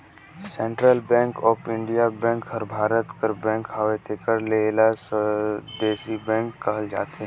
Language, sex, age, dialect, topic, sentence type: Chhattisgarhi, male, 18-24, Northern/Bhandar, banking, statement